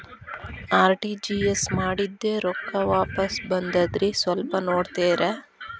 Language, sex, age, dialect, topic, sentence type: Kannada, female, 36-40, Dharwad Kannada, banking, question